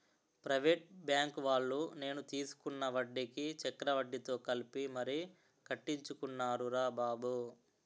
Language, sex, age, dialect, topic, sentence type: Telugu, male, 18-24, Utterandhra, banking, statement